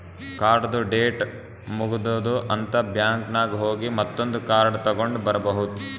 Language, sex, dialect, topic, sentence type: Kannada, male, Northeastern, banking, statement